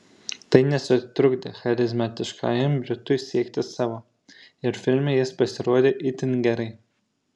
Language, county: Lithuanian, Šiauliai